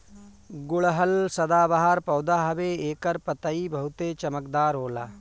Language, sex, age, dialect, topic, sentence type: Bhojpuri, male, 36-40, Northern, agriculture, statement